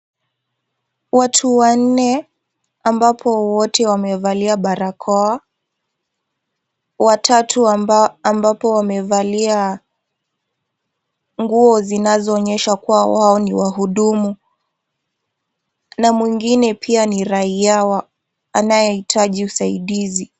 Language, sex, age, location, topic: Swahili, female, 36-49, Nakuru, government